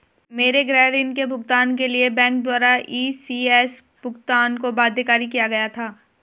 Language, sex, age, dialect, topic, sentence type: Hindi, male, 31-35, Hindustani Malvi Khadi Boli, banking, statement